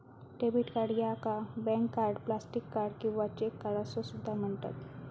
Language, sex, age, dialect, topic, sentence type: Marathi, female, 36-40, Southern Konkan, banking, statement